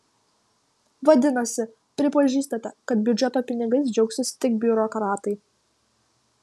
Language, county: Lithuanian, Kaunas